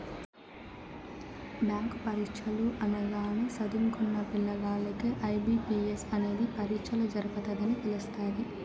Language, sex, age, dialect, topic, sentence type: Telugu, male, 18-24, Southern, banking, statement